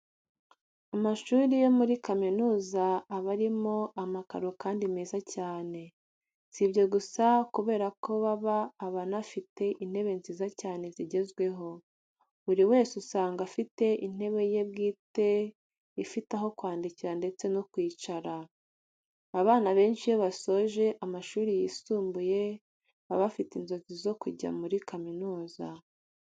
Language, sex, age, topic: Kinyarwanda, female, 36-49, education